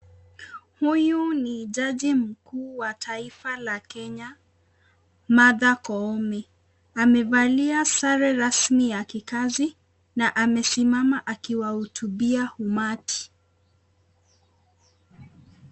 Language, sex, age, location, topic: Swahili, female, 25-35, Nakuru, government